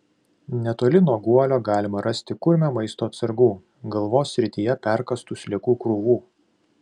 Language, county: Lithuanian, Vilnius